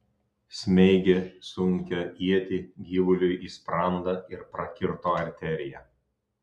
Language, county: Lithuanian, Telšiai